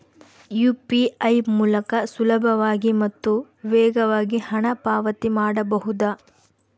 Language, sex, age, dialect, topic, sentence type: Kannada, female, 18-24, Central, banking, question